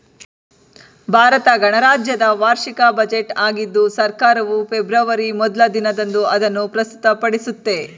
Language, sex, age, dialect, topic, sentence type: Kannada, female, 36-40, Mysore Kannada, banking, statement